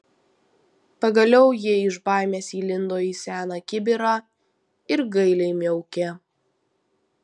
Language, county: Lithuanian, Vilnius